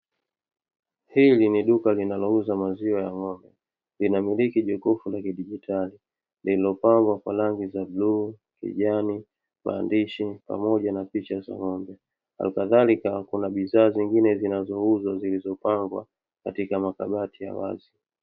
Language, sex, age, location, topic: Swahili, male, 25-35, Dar es Salaam, finance